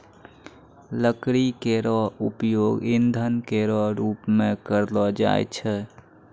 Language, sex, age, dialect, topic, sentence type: Maithili, male, 18-24, Angika, agriculture, statement